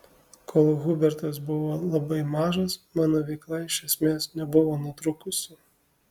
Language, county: Lithuanian, Kaunas